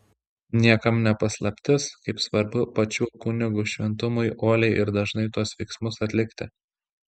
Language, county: Lithuanian, Šiauliai